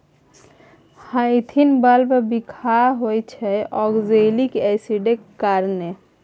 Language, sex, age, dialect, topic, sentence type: Maithili, male, 25-30, Bajjika, agriculture, statement